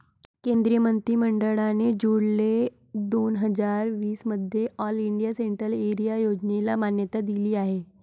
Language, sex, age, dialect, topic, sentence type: Marathi, female, 25-30, Varhadi, agriculture, statement